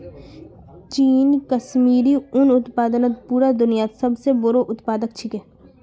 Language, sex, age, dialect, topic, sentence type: Magahi, female, 25-30, Northeastern/Surjapuri, agriculture, statement